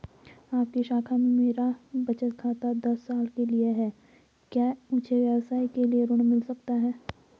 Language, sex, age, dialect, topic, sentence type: Hindi, female, 25-30, Garhwali, banking, question